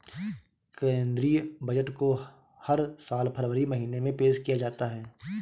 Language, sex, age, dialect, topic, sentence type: Hindi, male, 25-30, Awadhi Bundeli, banking, statement